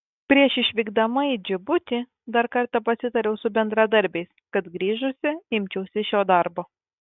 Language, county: Lithuanian, Kaunas